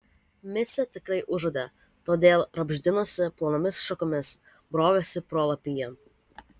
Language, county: Lithuanian, Vilnius